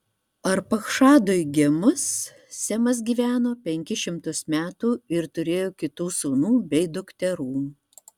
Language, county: Lithuanian, Vilnius